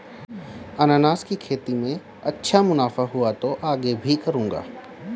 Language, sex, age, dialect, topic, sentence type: Hindi, male, 31-35, Hindustani Malvi Khadi Boli, agriculture, statement